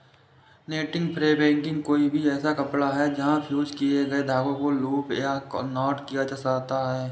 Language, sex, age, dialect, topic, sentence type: Hindi, male, 18-24, Awadhi Bundeli, agriculture, statement